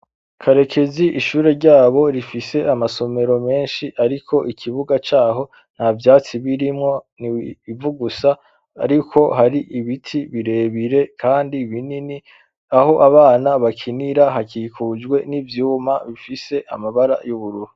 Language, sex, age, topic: Rundi, male, 25-35, education